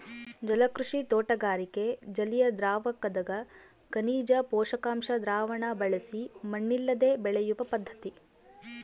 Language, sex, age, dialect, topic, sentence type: Kannada, female, 18-24, Central, agriculture, statement